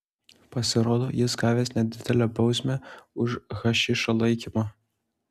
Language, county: Lithuanian, Klaipėda